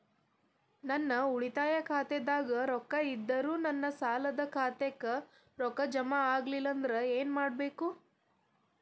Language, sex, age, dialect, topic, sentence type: Kannada, female, 18-24, Dharwad Kannada, banking, question